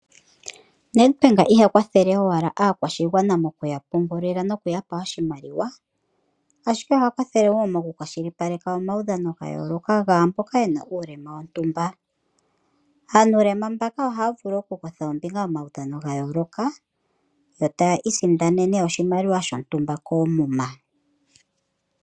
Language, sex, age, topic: Oshiwambo, female, 25-35, finance